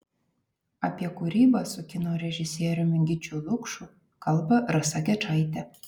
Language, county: Lithuanian, Vilnius